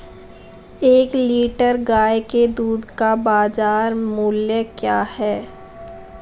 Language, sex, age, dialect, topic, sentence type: Hindi, female, 18-24, Marwari Dhudhari, agriculture, question